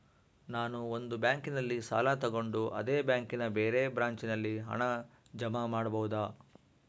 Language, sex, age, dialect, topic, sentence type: Kannada, male, 46-50, Central, banking, question